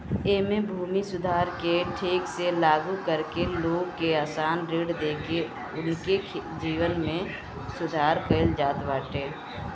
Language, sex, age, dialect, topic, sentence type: Bhojpuri, female, 18-24, Northern, agriculture, statement